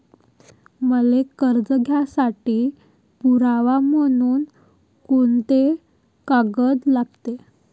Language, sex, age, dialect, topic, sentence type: Marathi, female, 18-24, Varhadi, banking, statement